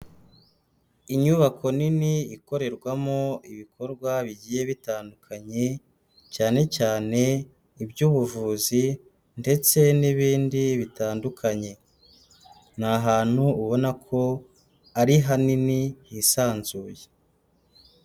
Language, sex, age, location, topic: Kinyarwanda, male, 25-35, Huye, health